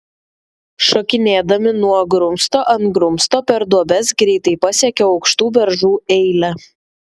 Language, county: Lithuanian, Vilnius